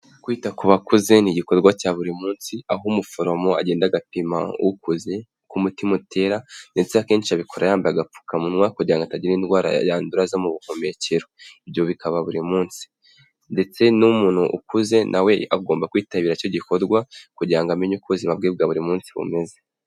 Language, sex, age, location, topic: Kinyarwanda, male, 18-24, Kigali, health